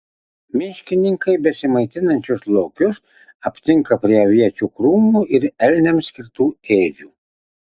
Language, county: Lithuanian, Utena